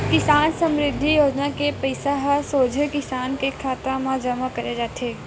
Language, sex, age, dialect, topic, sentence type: Chhattisgarhi, female, 18-24, Western/Budati/Khatahi, banking, statement